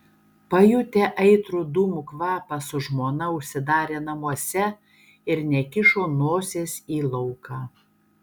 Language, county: Lithuanian, Šiauliai